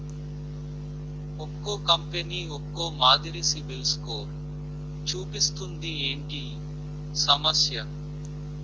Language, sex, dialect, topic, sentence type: Telugu, male, Utterandhra, banking, question